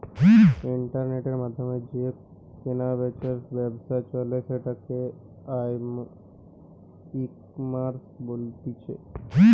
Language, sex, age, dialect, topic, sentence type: Bengali, male, 18-24, Western, agriculture, statement